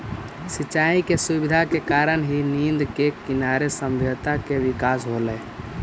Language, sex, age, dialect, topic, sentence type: Magahi, male, 18-24, Central/Standard, agriculture, statement